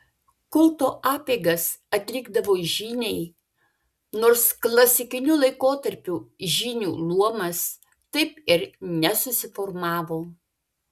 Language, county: Lithuanian, Vilnius